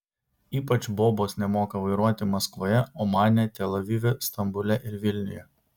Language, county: Lithuanian, Vilnius